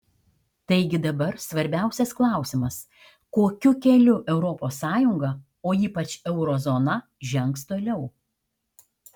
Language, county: Lithuanian, Šiauliai